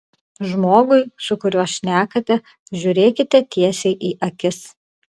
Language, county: Lithuanian, Klaipėda